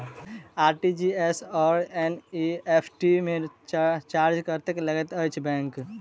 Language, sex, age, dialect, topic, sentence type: Maithili, male, 18-24, Southern/Standard, banking, question